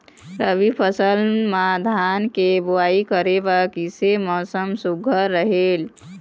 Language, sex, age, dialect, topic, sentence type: Chhattisgarhi, female, 18-24, Eastern, agriculture, question